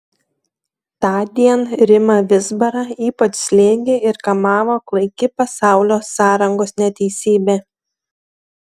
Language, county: Lithuanian, Šiauliai